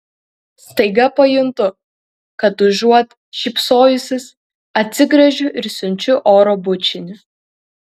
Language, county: Lithuanian, Kaunas